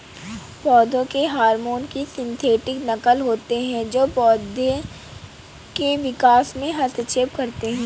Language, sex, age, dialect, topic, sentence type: Hindi, female, 18-24, Awadhi Bundeli, agriculture, statement